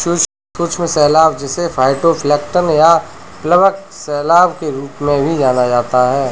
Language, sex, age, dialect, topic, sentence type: Hindi, male, 25-30, Kanauji Braj Bhasha, agriculture, statement